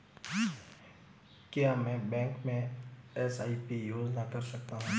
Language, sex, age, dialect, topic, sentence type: Hindi, male, 25-30, Marwari Dhudhari, banking, question